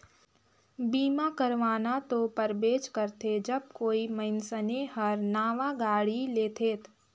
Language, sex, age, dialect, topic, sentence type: Chhattisgarhi, female, 18-24, Northern/Bhandar, banking, statement